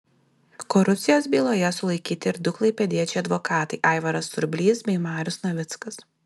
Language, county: Lithuanian, Alytus